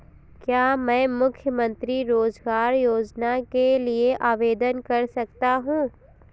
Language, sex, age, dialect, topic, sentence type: Hindi, female, 25-30, Awadhi Bundeli, banking, question